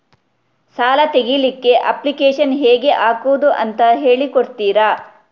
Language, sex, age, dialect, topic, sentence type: Kannada, female, 36-40, Coastal/Dakshin, banking, question